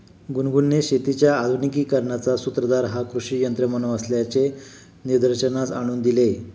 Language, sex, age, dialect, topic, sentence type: Marathi, male, 56-60, Standard Marathi, agriculture, statement